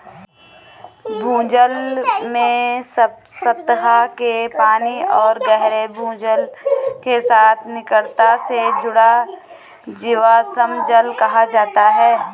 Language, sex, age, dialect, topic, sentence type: Hindi, female, 31-35, Garhwali, agriculture, statement